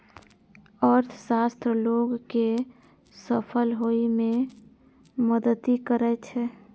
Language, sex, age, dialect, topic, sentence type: Maithili, female, 41-45, Eastern / Thethi, banking, statement